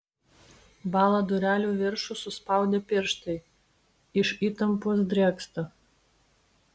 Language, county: Lithuanian, Vilnius